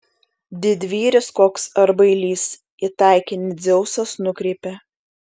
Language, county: Lithuanian, Šiauliai